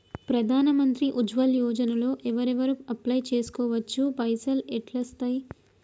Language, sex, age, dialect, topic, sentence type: Telugu, female, 18-24, Telangana, banking, question